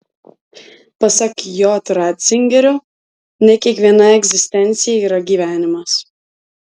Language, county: Lithuanian, Alytus